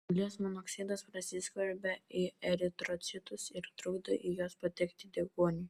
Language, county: Lithuanian, Vilnius